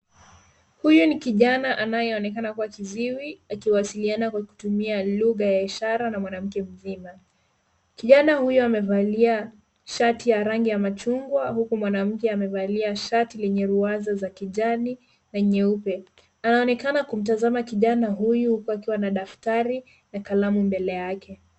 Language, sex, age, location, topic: Swahili, female, 18-24, Nairobi, education